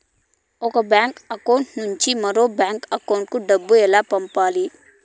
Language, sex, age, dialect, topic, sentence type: Telugu, female, 18-24, Southern, banking, question